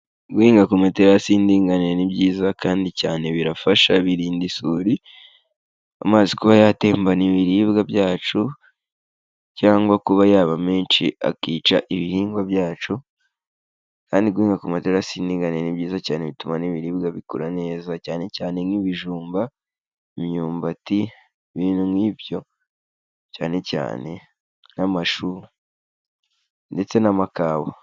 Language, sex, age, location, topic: Kinyarwanda, male, 18-24, Kigali, agriculture